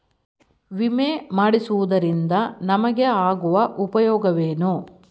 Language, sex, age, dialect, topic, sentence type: Kannada, female, 46-50, Mysore Kannada, banking, question